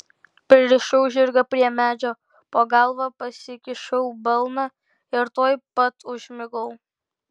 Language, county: Lithuanian, Kaunas